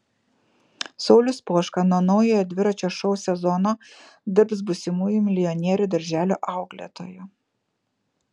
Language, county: Lithuanian, Kaunas